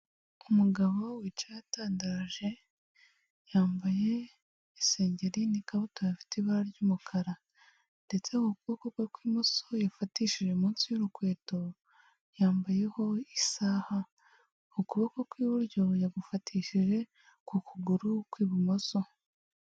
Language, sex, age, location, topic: Kinyarwanda, female, 36-49, Huye, health